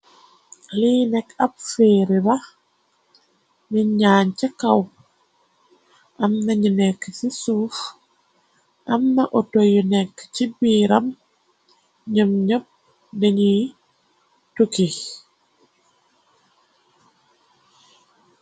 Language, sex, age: Wolof, female, 25-35